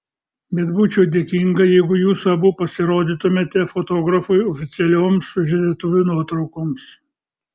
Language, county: Lithuanian, Kaunas